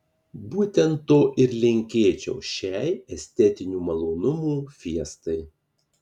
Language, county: Lithuanian, Marijampolė